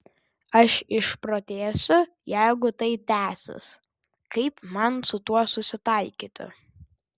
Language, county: Lithuanian, Vilnius